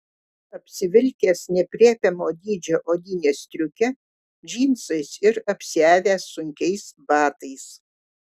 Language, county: Lithuanian, Utena